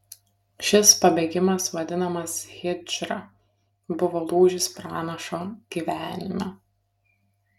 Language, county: Lithuanian, Kaunas